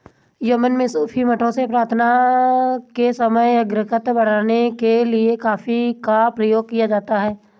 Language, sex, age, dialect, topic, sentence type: Hindi, female, 18-24, Marwari Dhudhari, agriculture, statement